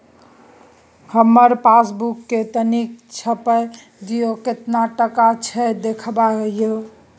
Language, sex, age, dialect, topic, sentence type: Maithili, female, 36-40, Bajjika, banking, question